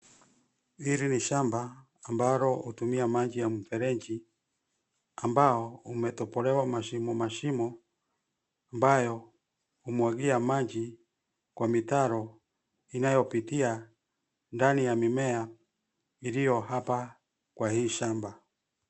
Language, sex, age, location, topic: Swahili, male, 50+, Nairobi, agriculture